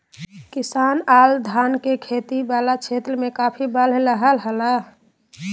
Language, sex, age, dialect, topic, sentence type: Magahi, female, 18-24, Southern, agriculture, statement